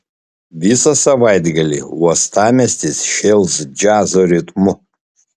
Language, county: Lithuanian, Panevėžys